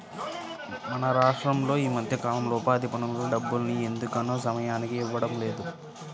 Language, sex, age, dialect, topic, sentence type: Telugu, male, 18-24, Central/Coastal, banking, statement